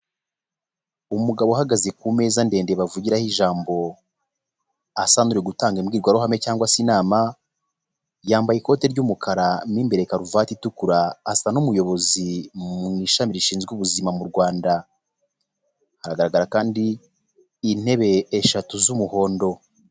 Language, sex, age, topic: Kinyarwanda, male, 25-35, health